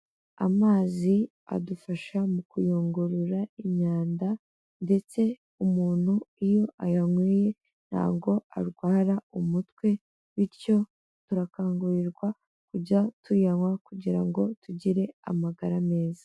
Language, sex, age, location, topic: Kinyarwanda, female, 18-24, Kigali, health